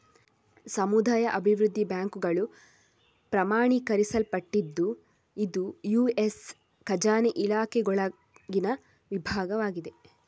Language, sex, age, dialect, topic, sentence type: Kannada, female, 41-45, Coastal/Dakshin, banking, statement